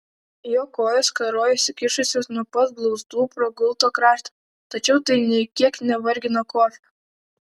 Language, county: Lithuanian, Vilnius